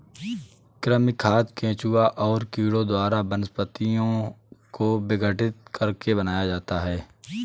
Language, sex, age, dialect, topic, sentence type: Hindi, male, 18-24, Awadhi Bundeli, agriculture, statement